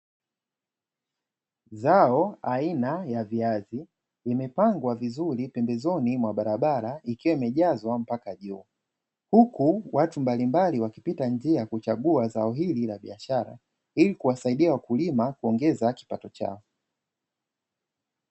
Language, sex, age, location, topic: Swahili, male, 25-35, Dar es Salaam, agriculture